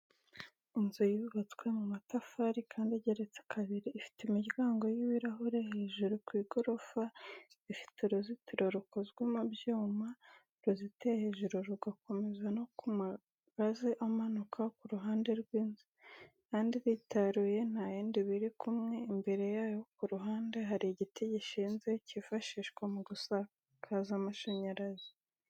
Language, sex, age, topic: Kinyarwanda, female, 18-24, education